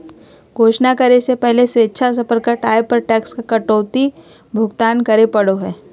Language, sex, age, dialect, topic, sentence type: Magahi, female, 31-35, Southern, banking, statement